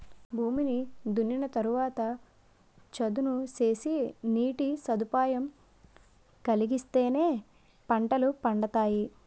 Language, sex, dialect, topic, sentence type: Telugu, female, Utterandhra, agriculture, statement